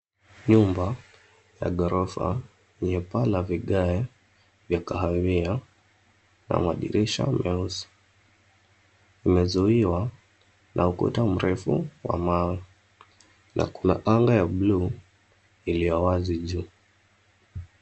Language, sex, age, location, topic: Swahili, male, 25-35, Nairobi, finance